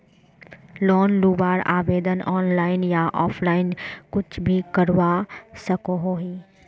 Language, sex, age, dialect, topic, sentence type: Magahi, female, 25-30, Northeastern/Surjapuri, banking, question